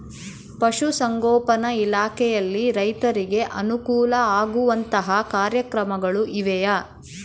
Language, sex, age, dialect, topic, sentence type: Kannada, female, 18-24, Central, agriculture, question